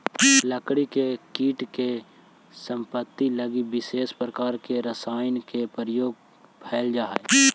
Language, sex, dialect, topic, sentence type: Magahi, male, Central/Standard, banking, statement